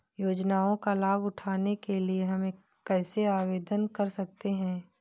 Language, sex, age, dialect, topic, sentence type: Hindi, female, 18-24, Kanauji Braj Bhasha, banking, question